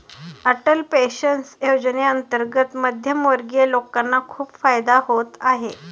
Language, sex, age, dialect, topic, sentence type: Marathi, male, 41-45, Standard Marathi, banking, statement